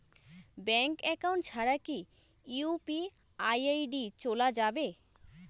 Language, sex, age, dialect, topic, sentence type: Bengali, female, 18-24, Rajbangshi, banking, question